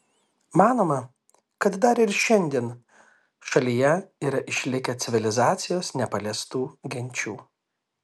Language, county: Lithuanian, Kaunas